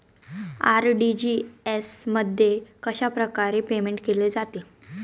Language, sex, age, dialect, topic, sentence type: Marathi, female, 25-30, Northern Konkan, banking, question